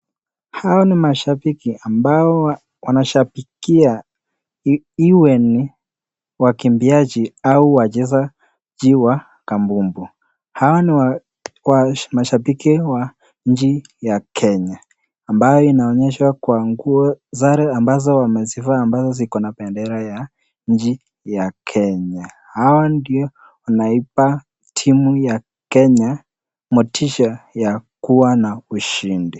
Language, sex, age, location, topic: Swahili, male, 18-24, Nakuru, government